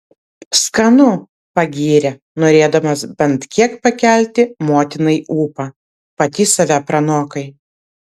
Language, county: Lithuanian, Vilnius